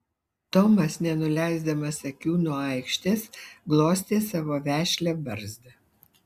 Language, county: Lithuanian, Alytus